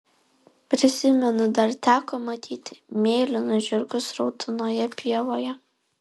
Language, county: Lithuanian, Alytus